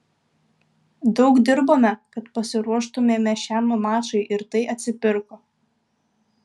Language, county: Lithuanian, Kaunas